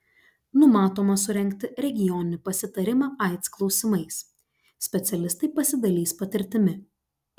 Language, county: Lithuanian, Klaipėda